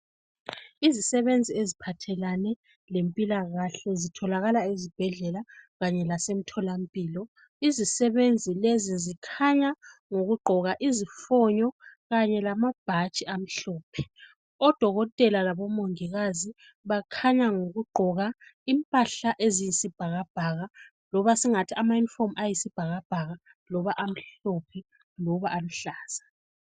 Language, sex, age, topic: North Ndebele, female, 36-49, health